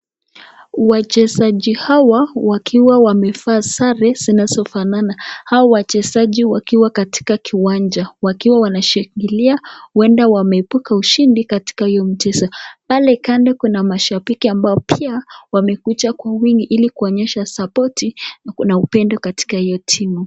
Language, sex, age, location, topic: Swahili, female, 25-35, Nakuru, government